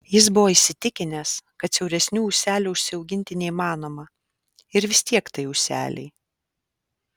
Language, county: Lithuanian, Alytus